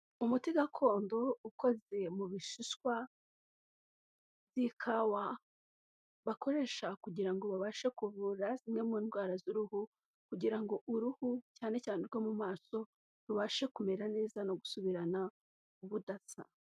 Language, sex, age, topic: Kinyarwanda, female, 18-24, health